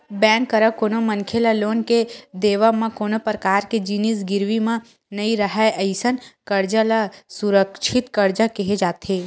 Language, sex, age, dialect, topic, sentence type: Chhattisgarhi, female, 25-30, Western/Budati/Khatahi, banking, statement